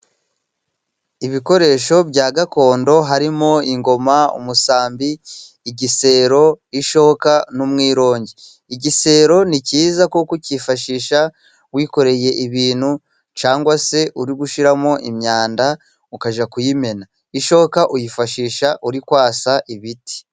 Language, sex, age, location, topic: Kinyarwanda, male, 25-35, Burera, government